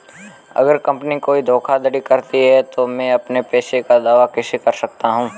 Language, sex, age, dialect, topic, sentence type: Hindi, male, 18-24, Marwari Dhudhari, banking, question